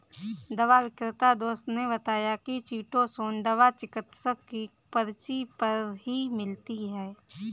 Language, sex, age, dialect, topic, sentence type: Hindi, female, 25-30, Kanauji Braj Bhasha, agriculture, statement